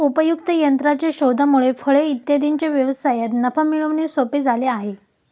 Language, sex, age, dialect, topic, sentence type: Marathi, female, 18-24, Standard Marathi, agriculture, statement